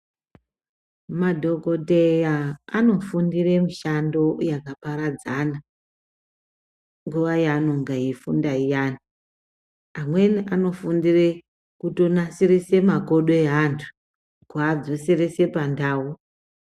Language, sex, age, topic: Ndau, male, 25-35, health